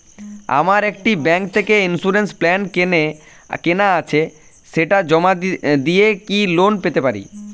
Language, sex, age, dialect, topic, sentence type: Bengali, male, 25-30, Standard Colloquial, banking, question